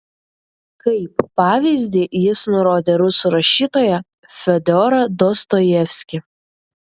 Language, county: Lithuanian, Vilnius